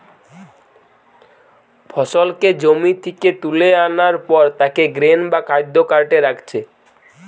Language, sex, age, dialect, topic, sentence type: Bengali, male, 18-24, Western, agriculture, statement